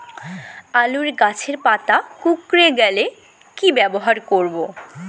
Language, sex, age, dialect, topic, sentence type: Bengali, female, 18-24, Rajbangshi, agriculture, question